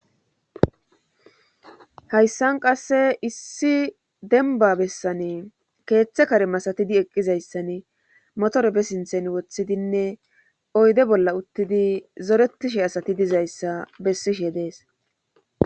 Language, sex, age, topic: Gamo, female, 36-49, government